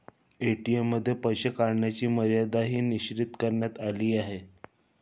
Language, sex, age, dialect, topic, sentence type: Marathi, male, 25-30, Standard Marathi, banking, statement